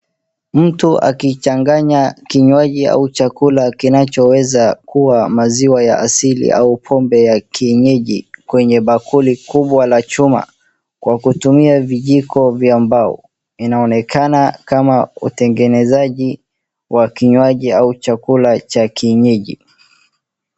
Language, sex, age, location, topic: Swahili, male, 36-49, Wajir, agriculture